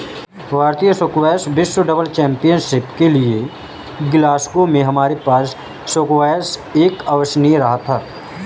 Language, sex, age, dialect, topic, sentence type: Hindi, male, 31-35, Marwari Dhudhari, agriculture, statement